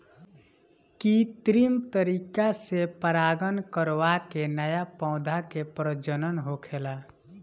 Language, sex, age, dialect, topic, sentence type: Bhojpuri, male, 18-24, Northern, agriculture, statement